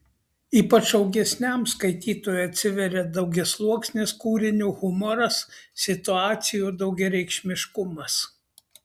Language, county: Lithuanian, Kaunas